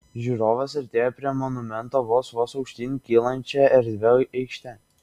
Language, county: Lithuanian, Šiauliai